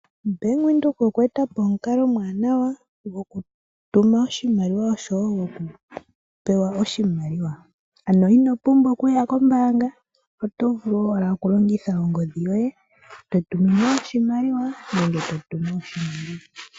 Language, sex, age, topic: Oshiwambo, male, 25-35, finance